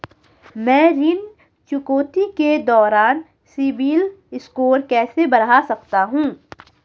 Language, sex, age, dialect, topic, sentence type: Hindi, female, 25-30, Marwari Dhudhari, banking, question